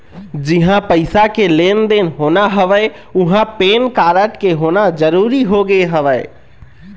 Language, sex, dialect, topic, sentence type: Chhattisgarhi, male, Eastern, banking, statement